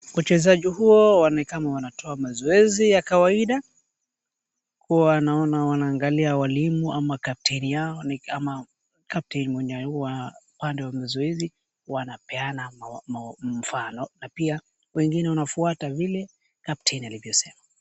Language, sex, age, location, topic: Swahili, male, 18-24, Wajir, government